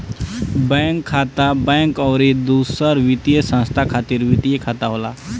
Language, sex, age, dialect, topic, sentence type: Bhojpuri, male, 25-30, Northern, banking, statement